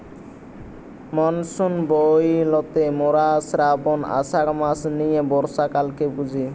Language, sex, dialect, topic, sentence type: Bengali, male, Western, agriculture, statement